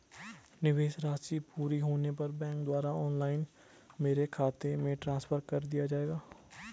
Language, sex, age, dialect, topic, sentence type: Hindi, male, 18-24, Garhwali, banking, question